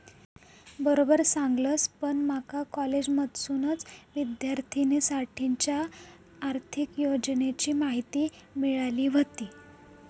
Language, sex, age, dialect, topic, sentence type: Marathi, female, 18-24, Southern Konkan, banking, statement